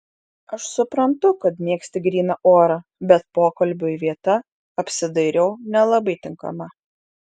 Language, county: Lithuanian, Šiauliai